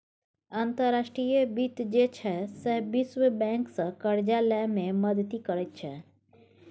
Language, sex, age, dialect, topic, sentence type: Maithili, female, 25-30, Bajjika, banking, statement